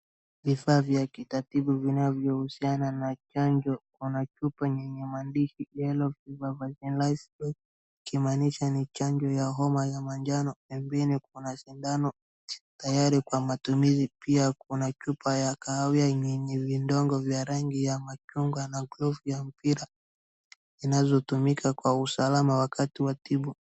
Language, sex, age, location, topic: Swahili, male, 36-49, Wajir, health